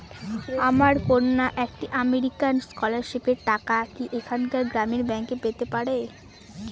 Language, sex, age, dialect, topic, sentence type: Bengali, female, 18-24, Northern/Varendri, banking, question